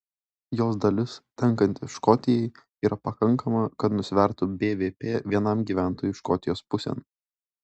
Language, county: Lithuanian, Klaipėda